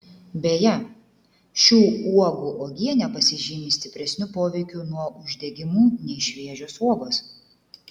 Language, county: Lithuanian, Klaipėda